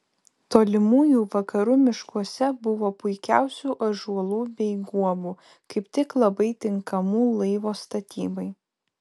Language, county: Lithuanian, Vilnius